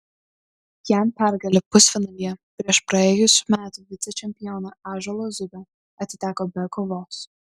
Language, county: Lithuanian, Vilnius